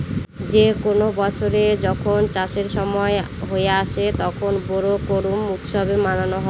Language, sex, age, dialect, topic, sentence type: Bengali, female, 31-35, Northern/Varendri, agriculture, statement